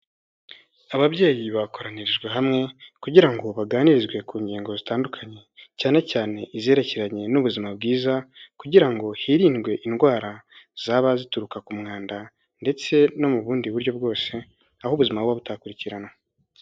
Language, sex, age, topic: Kinyarwanda, male, 18-24, health